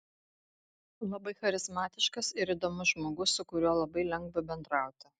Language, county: Lithuanian, Vilnius